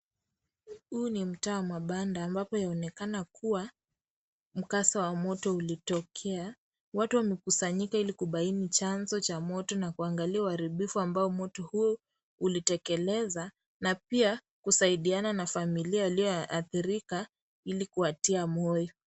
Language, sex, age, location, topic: Swahili, female, 18-24, Kisii, health